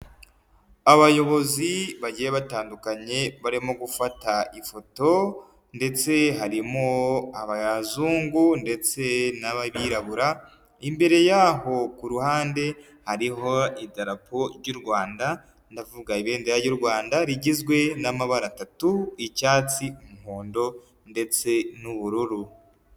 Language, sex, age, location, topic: Kinyarwanda, male, 18-24, Huye, health